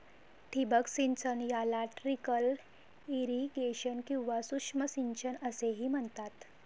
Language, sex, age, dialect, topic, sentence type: Marathi, female, 25-30, Varhadi, agriculture, statement